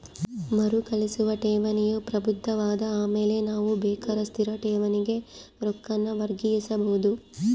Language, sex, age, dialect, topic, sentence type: Kannada, female, 36-40, Central, banking, statement